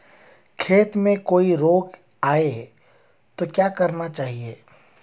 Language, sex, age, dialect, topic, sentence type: Hindi, male, 31-35, Hindustani Malvi Khadi Boli, agriculture, question